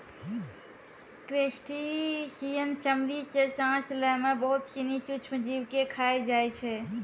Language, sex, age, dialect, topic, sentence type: Maithili, female, 25-30, Angika, agriculture, statement